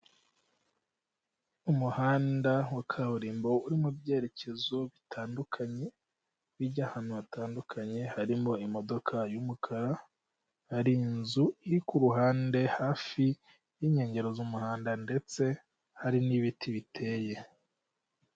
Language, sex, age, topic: Kinyarwanda, male, 18-24, government